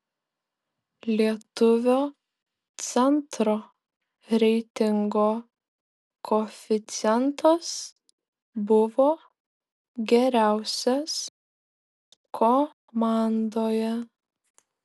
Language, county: Lithuanian, Šiauliai